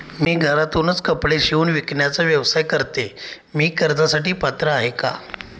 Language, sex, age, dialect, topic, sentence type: Marathi, male, 25-30, Standard Marathi, banking, question